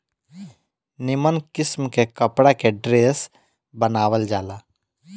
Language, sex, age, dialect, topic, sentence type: Bhojpuri, male, 25-30, Southern / Standard, agriculture, statement